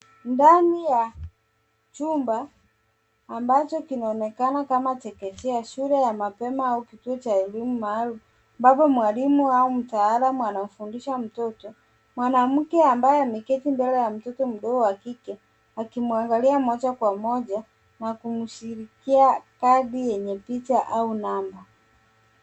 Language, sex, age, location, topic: Swahili, male, 25-35, Nairobi, education